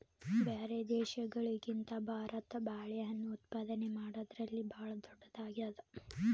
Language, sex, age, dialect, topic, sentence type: Kannada, female, 18-24, Northeastern, agriculture, statement